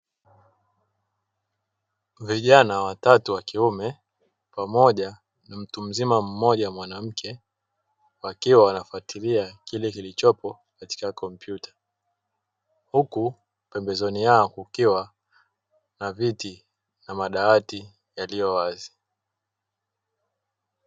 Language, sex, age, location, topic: Swahili, male, 25-35, Dar es Salaam, education